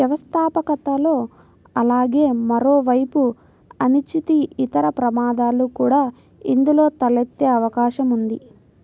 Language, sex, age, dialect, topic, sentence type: Telugu, female, 60-100, Central/Coastal, banking, statement